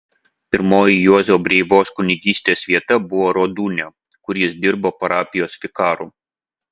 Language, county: Lithuanian, Vilnius